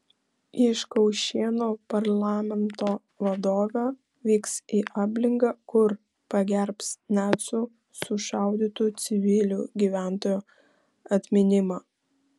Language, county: Lithuanian, Vilnius